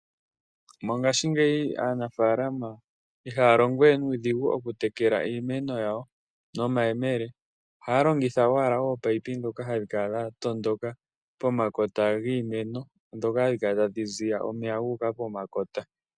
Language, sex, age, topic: Oshiwambo, male, 18-24, agriculture